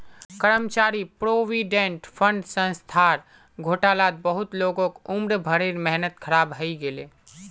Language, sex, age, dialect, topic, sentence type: Magahi, male, 18-24, Northeastern/Surjapuri, banking, statement